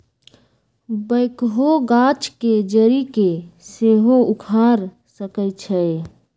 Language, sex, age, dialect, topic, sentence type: Magahi, female, 25-30, Western, agriculture, statement